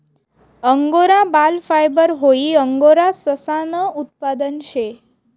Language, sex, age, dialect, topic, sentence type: Marathi, female, 31-35, Northern Konkan, agriculture, statement